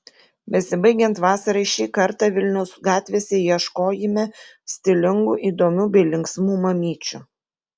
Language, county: Lithuanian, Kaunas